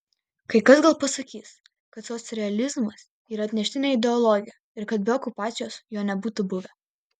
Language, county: Lithuanian, Vilnius